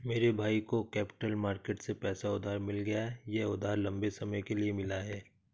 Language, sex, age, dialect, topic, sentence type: Hindi, male, 36-40, Awadhi Bundeli, banking, statement